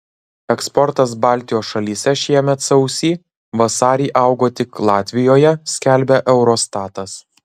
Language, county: Lithuanian, Marijampolė